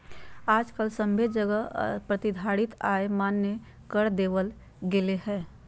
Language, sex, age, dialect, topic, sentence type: Magahi, female, 31-35, Southern, banking, statement